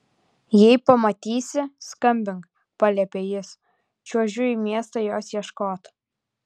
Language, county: Lithuanian, Vilnius